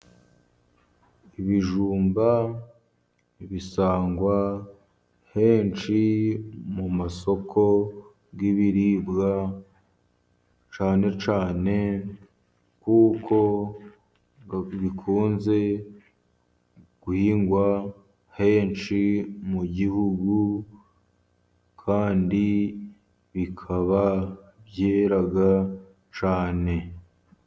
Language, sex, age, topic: Kinyarwanda, male, 50+, agriculture